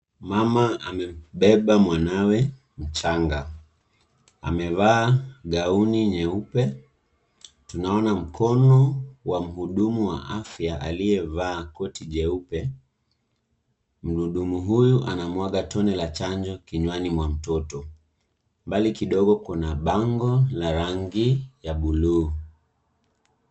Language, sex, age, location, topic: Swahili, male, 18-24, Nairobi, health